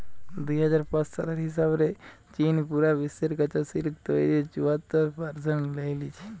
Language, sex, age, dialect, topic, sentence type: Bengali, male, 25-30, Western, agriculture, statement